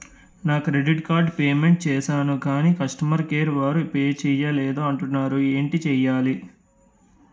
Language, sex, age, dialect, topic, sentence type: Telugu, male, 18-24, Utterandhra, banking, question